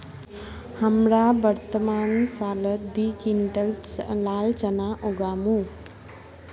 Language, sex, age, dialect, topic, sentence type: Magahi, female, 51-55, Northeastern/Surjapuri, agriculture, statement